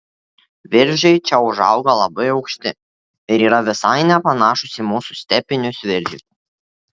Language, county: Lithuanian, Tauragė